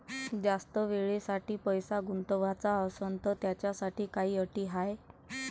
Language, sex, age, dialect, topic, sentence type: Marathi, female, 25-30, Varhadi, banking, question